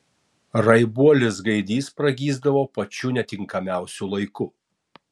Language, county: Lithuanian, Tauragė